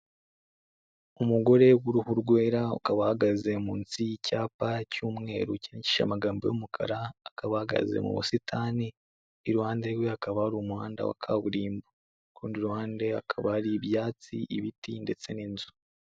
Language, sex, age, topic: Kinyarwanda, male, 18-24, government